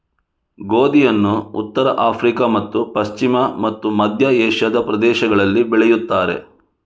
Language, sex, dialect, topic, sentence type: Kannada, male, Coastal/Dakshin, agriculture, statement